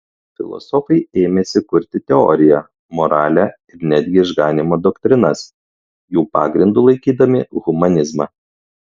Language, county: Lithuanian, Klaipėda